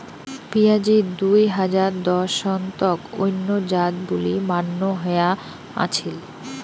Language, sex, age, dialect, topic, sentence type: Bengali, female, 18-24, Rajbangshi, agriculture, statement